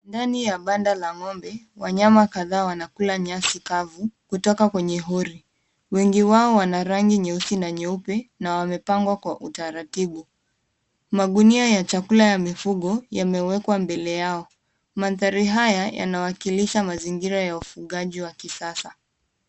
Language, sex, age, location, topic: Swahili, female, 18-24, Kisumu, agriculture